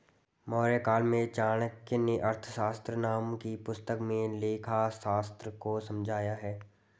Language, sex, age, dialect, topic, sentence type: Hindi, male, 18-24, Garhwali, banking, statement